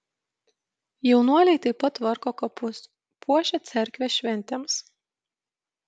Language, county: Lithuanian, Kaunas